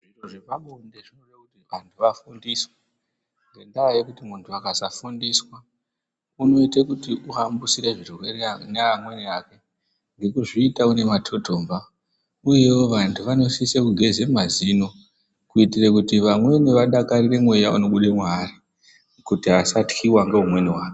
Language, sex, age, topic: Ndau, male, 25-35, health